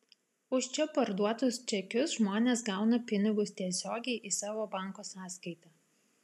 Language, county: Lithuanian, Vilnius